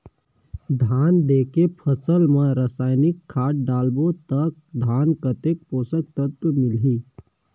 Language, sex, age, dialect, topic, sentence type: Chhattisgarhi, male, 18-24, Northern/Bhandar, agriculture, question